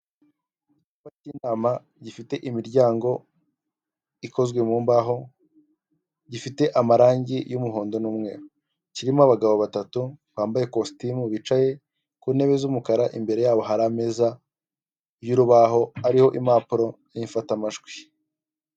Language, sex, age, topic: Kinyarwanda, male, 18-24, government